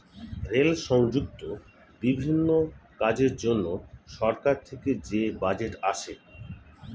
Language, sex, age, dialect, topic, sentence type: Bengali, male, 41-45, Standard Colloquial, banking, statement